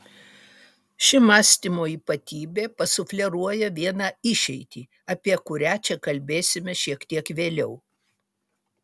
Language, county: Lithuanian, Utena